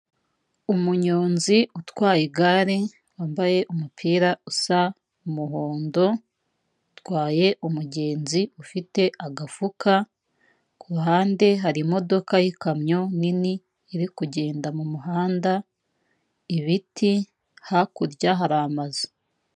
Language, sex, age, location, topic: Kinyarwanda, female, 25-35, Kigali, government